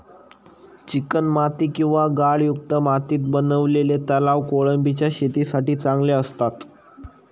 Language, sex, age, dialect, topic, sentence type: Marathi, male, 18-24, Standard Marathi, agriculture, statement